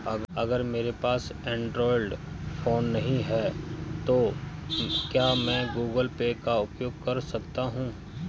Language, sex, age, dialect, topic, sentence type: Hindi, male, 36-40, Marwari Dhudhari, banking, question